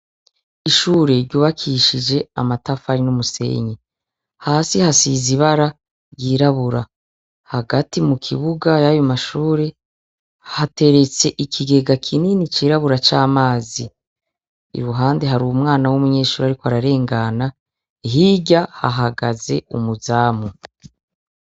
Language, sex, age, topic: Rundi, female, 36-49, education